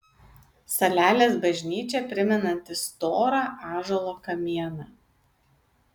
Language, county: Lithuanian, Kaunas